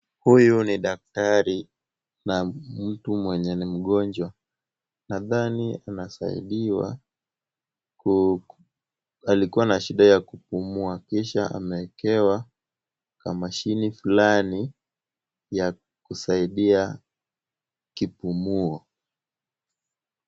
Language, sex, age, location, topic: Swahili, male, 18-24, Kisumu, health